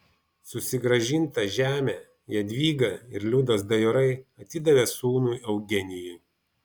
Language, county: Lithuanian, Vilnius